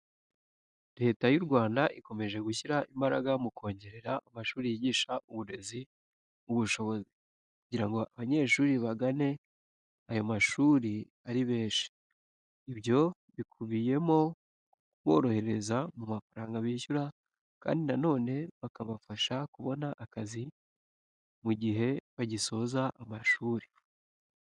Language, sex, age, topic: Kinyarwanda, male, 18-24, education